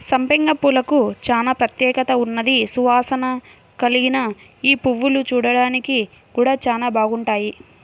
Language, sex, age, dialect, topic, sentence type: Telugu, female, 25-30, Central/Coastal, agriculture, statement